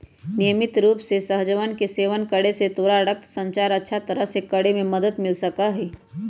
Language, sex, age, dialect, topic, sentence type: Magahi, male, 18-24, Western, agriculture, statement